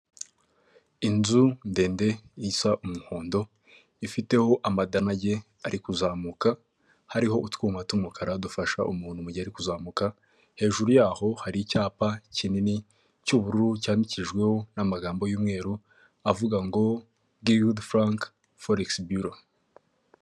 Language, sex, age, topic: Kinyarwanda, male, 18-24, finance